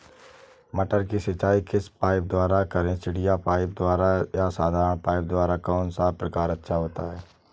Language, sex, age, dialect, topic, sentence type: Hindi, male, 18-24, Awadhi Bundeli, agriculture, question